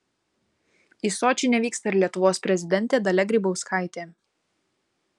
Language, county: Lithuanian, Kaunas